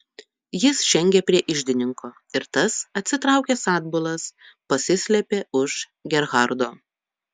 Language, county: Lithuanian, Utena